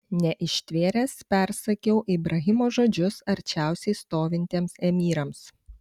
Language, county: Lithuanian, Panevėžys